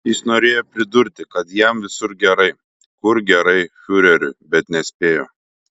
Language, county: Lithuanian, Šiauliai